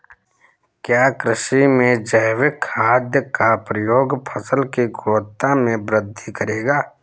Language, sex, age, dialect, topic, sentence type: Hindi, male, 51-55, Awadhi Bundeli, agriculture, statement